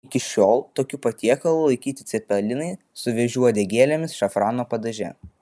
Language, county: Lithuanian, Vilnius